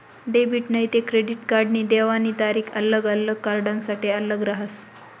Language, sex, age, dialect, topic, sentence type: Marathi, female, 25-30, Northern Konkan, banking, statement